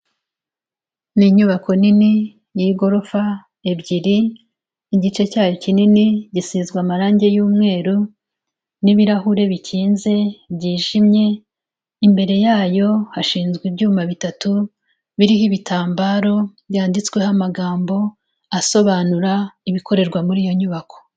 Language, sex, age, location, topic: Kinyarwanda, female, 36-49, Kigali, health